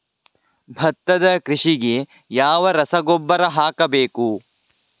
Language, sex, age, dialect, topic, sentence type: Kannada, male, 51-55, Coastal/Dakshin, agriculture, question